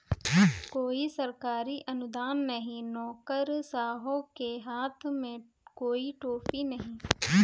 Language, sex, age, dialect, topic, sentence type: Hindi, female, 18-24, Kanauji Braj Bhasha, banking, statement